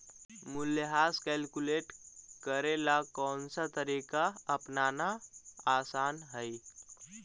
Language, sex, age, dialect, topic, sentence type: Magahi, male, 18-24, Central/Standard, agriculture, statement